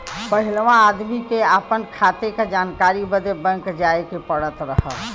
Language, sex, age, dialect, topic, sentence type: Bhojpuri, female, 25-30, Western, banking, statement